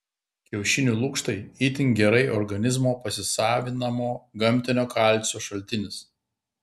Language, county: Lithuanian, Klaipėda